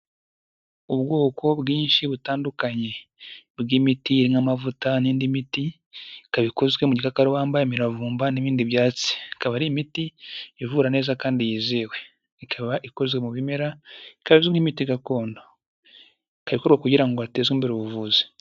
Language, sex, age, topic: Kinyarwanda, male, 18-24, health